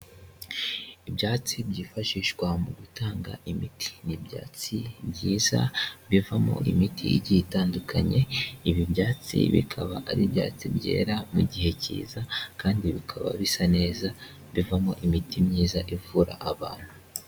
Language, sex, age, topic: Kinyarwanda, male, 18-24, health